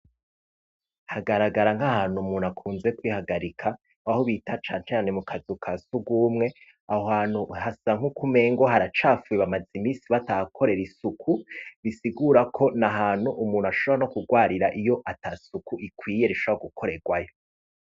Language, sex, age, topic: Rundi, male, 36-49, education